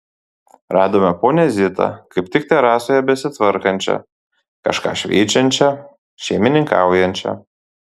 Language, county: Lithuanian, Panevėžys